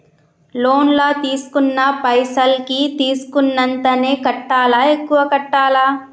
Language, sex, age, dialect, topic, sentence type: Telugu, female, 31-35, Telangana, banking, question